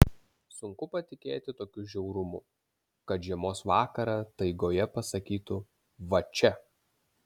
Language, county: Lithuanian, Vilnius